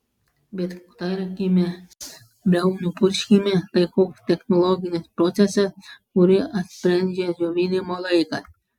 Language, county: Lithuanian, Klaipėda